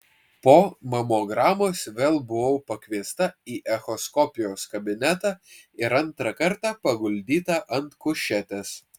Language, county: Lithuanian, Vilnius